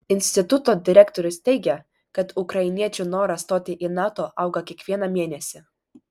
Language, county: Lithuanian, Vilnius